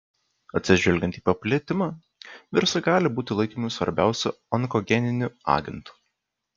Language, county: Lithuanian, Kaunas